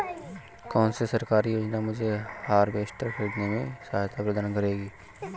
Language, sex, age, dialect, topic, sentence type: Hindi, male, 31-35, Awadhi Bundeli, agriculture, question